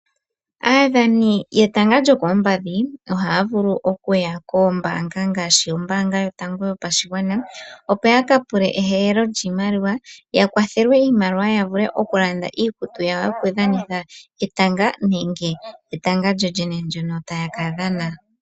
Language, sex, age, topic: Oshiwambo, male, 18-24, finance